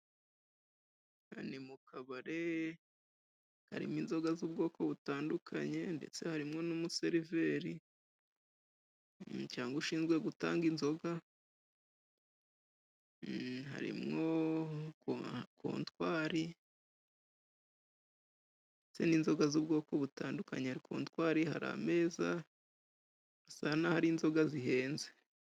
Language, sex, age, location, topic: Kinyarwanda, male, 25-35, Musanze, finance